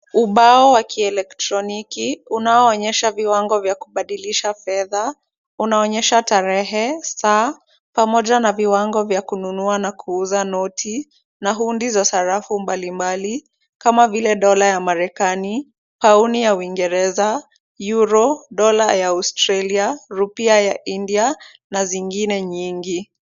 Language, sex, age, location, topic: Swahili, female, 25-35, Kisumu, finance